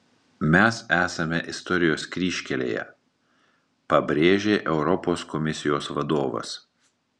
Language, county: Lithuanian, Marijampolė